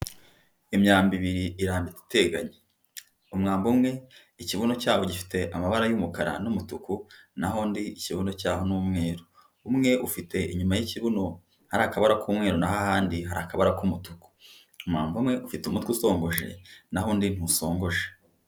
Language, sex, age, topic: Kinyarwanda, male, 25-35, government